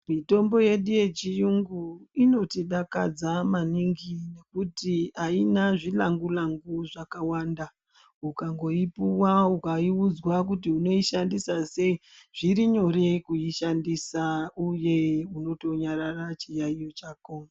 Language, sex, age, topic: Ndau, female, 25-35, health